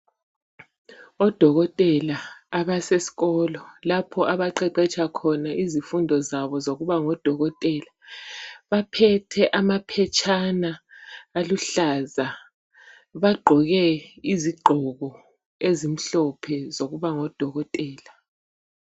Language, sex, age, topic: North Ndebele, female, 36-49, education